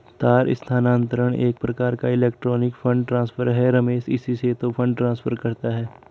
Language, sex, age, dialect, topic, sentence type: Hindi, male, 56-60, Garhwali, banking, statement